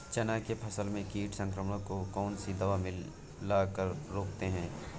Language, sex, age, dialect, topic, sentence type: Hindi, male, 18-24, Awadhi Bundeli, agriculture, question